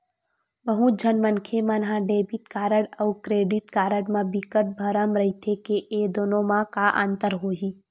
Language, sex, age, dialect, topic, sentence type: Chhattisgarhi, female, 18-24, Western/Budati/Khatahi, banking, statement